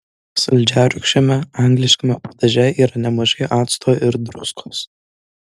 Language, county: Lithuanian, Vilnius